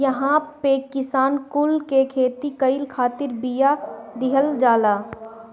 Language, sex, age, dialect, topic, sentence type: Bhojpuri, female, 18-24, Northern, agriculture, statement